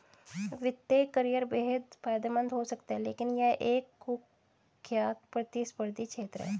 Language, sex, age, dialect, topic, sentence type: Hindi, female, 36-40, Hindustani Malvi Khadi Boli, banking, statement